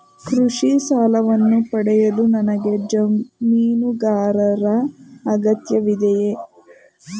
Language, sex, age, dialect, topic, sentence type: Kannada, female, 18-24, Mysore Kannada, banking, question